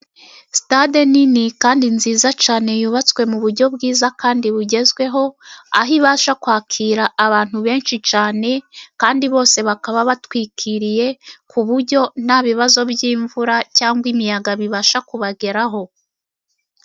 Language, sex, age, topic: Kinyarwanda, female, 36-49, government